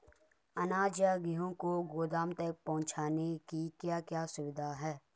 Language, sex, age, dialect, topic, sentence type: Hindi, male, 18-24, Garhwali, agriculture, question